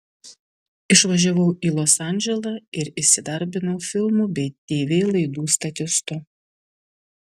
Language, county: Lithuanian, Vilnius